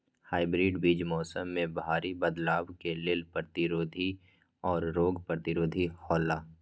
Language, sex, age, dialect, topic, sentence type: Maithili, male, 25-30, Eastern / Thethi, agriculture, statement